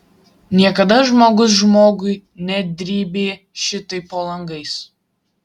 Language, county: Lithuanian, Vilnius